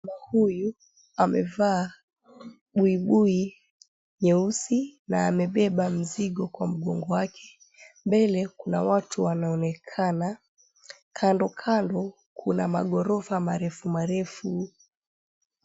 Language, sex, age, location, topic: Swahili, female, 25-35, Mombasa, government